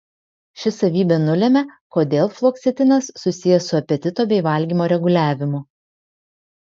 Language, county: Lithuanian, Vilnius